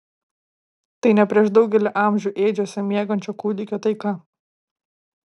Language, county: Lithuanian, Kaunas